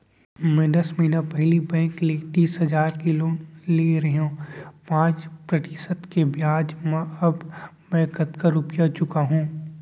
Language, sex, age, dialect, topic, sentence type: Chhattisgarhi, male, 18-24, Central, banking, question